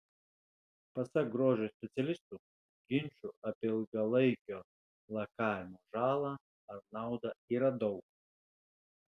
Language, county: Lithuanian, Alytus